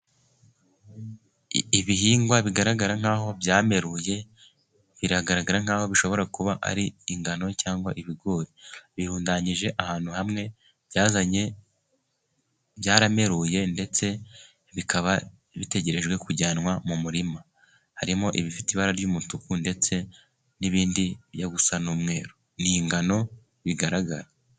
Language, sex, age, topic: Kinyarwanda, male, 18-24, agriculture